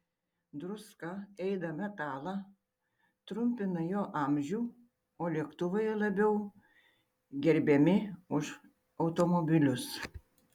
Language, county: Lithuanian, Tauragė